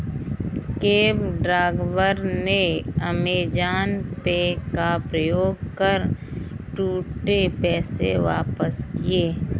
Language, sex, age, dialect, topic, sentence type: Hindi, female, 18-24, Kanauji Braj Bhasha, banking, statement